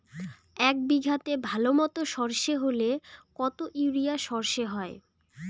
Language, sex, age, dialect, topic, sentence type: Bengali, female, 18-24, Rajbangshi, agriculture, question